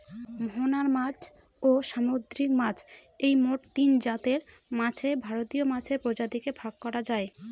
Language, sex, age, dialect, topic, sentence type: Bengali, female, 18-24, Northern/Varendri, agriculture, statement